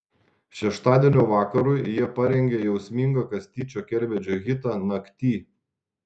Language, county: Lithuanian, Šiauliai